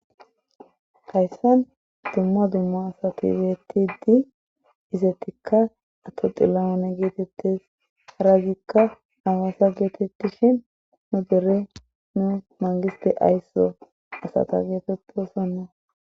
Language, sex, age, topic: Gamo, female, 18-24, government